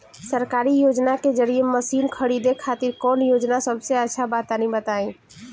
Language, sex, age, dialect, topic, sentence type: Bhojpuri, female, 18-24, Northern, agriculture, question